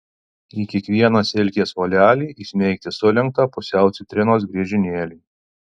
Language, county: Lithuanian, Alytus